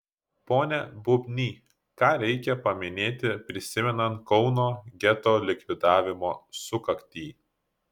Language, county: Lithuanian, Klaipėda